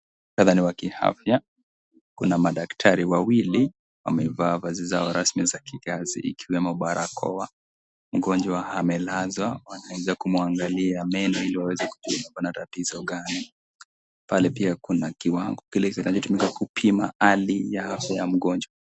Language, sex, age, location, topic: Swahili, male, 18-24, Kisii, health